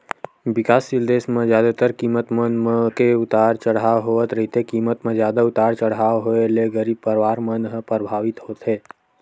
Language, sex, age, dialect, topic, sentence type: Chhattisgarhi, male, 18-24, Western/Budati/Khatahi, banking, statement